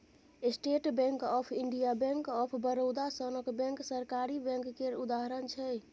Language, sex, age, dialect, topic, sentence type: Maithili, female, 31-35, Bajjika, banking, statement